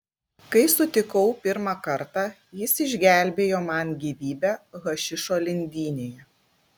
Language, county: Lithuanian, Klaipėda